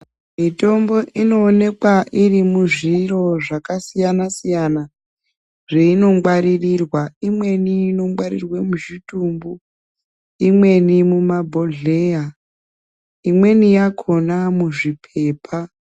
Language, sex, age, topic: Ndau, female, 36-49, health